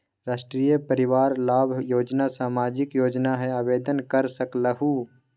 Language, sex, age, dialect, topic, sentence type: Magahi, male, 18-24, Western, banking, question